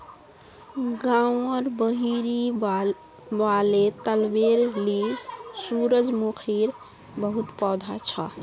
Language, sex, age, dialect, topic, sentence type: Magahi, female, 25-30, Northeastern/Surjapuri, agriculture, statement